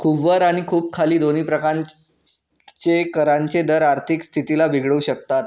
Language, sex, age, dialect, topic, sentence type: Marathi, male, 18-24, Northern Konkan, banking, statement